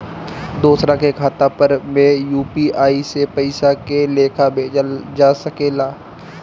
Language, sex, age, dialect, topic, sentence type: Bhojpuri, male, 25-30, Northern, banking, question